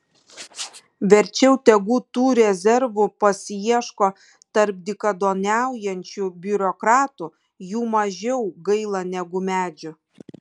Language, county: Lithuanian, Kaunas